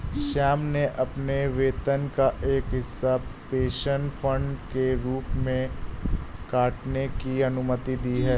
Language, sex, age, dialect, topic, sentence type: Hindi, male, 18-24, Awadhi Bundeli, banking, statement